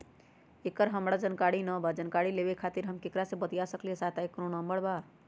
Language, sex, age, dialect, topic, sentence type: Magahi, female, 18-24, Western, banking, question